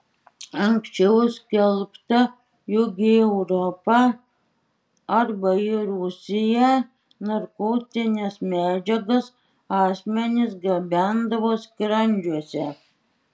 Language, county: Lithuanian, Šiauliai